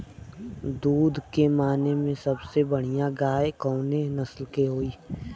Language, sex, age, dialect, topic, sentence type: Bhojpuri, female, 18-24, Western, agriculture, question